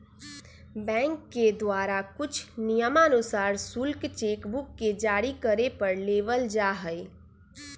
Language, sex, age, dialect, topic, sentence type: Magahi, female, 25-30, Western, banking, statement